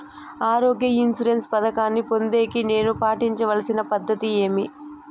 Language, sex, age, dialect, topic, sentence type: Telugu, female, 18-24, Southern, banking, question